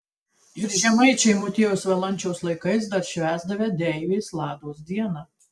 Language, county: Lithuanian, Tauragė